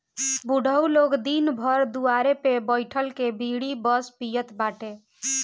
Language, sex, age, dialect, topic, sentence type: Bhojpuri, female, 18-24, Northern, agriculture, statement